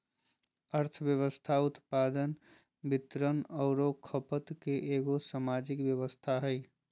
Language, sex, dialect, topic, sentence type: Magahi, male, Southern, banking, statement